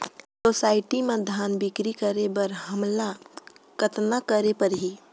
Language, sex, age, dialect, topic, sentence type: Chhattisgarhi, female, 18-24, Northern/Bhandar, agriculture, question